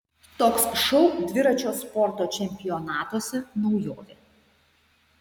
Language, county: Lithuanian, Šiauliai